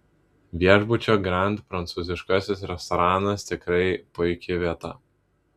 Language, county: Lithuanian, Vilnius